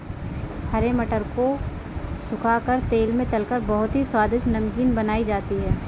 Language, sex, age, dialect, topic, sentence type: Hindi, female, 18-24, Kanauji Braj Bhasha, agriculture, statement